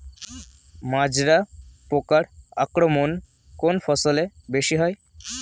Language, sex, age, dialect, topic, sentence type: Bengali, male, <18, Standard Colloquial, agriculture, question